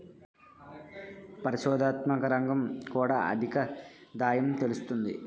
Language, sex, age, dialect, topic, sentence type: Telugu, male, 18-24, Utterandhra, banking, statement